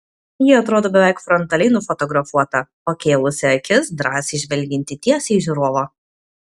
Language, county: Lithuanian, Kaunas